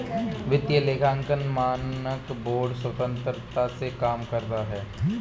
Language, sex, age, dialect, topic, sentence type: Hindi, male, 25-30, Marwari Dhudhari, banking, statement